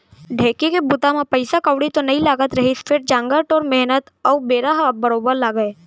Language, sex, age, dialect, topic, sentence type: Chhattisgarhi, male, 46-50, Central, agriculture, statement